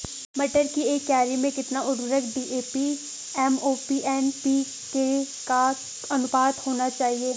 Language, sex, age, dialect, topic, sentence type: Hindi, female, 18-24, Garhwali, agriculture, question